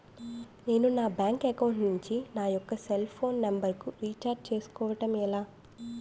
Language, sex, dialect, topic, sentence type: Telugu, female, Utterandhra, banking, question